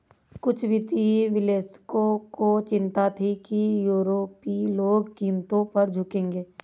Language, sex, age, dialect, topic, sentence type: Hindi, female, 31-35, Awadhi Bundeli, banking, statement